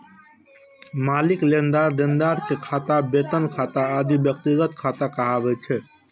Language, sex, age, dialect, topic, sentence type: Maithili, male, 25-30, Eastern / Thethi, banking, statement